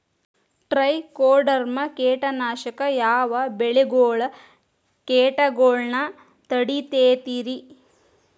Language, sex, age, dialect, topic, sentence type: Kannada, female, 36-40, Dharwad Kannada, agriculture, question